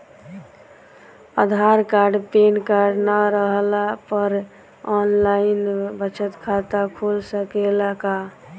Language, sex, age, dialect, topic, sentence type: Bhojpuri, female, 18-24, Southern / Standard, banking, question